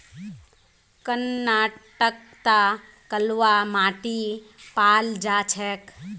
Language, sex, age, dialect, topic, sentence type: Magahi, female, 18-24, Northeastern/Surjapuri, agriculture, statement